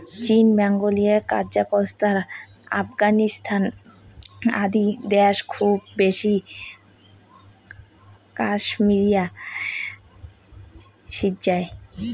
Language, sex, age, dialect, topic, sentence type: Bengali, female, 18-24, Rajbangshi, agriculture, statement